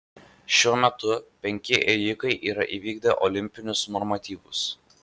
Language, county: Lithuanian, Vilnius